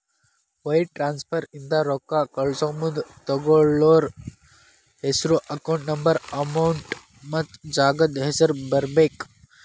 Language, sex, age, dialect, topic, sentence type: Kannada, male, 18-24, Dharwad Kannada, banking, statement